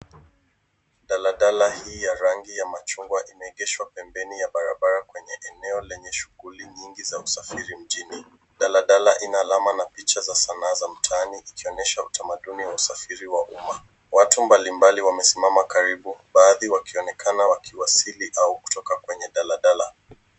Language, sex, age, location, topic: Swahili, female, 25-35, Nairobi, government